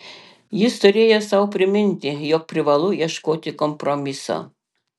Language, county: Lithuanian, Panevėžys